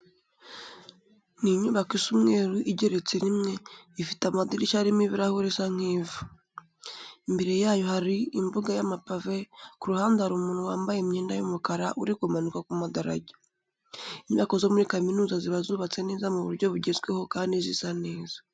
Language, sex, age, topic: Kinyarwanda, female, 18-24, education